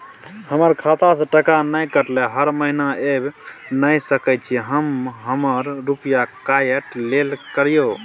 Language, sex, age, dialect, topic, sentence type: Maithili, male, 31-35, Bajjika, banking, question